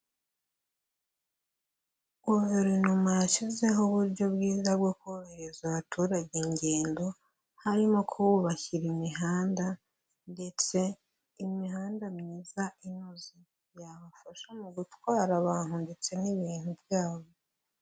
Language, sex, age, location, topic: Kinyarwanda, female, 25-35, Huye, government